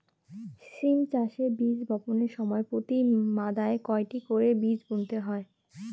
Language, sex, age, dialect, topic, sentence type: Bengali, female, 18-24, Rajbangshi, agriculture, question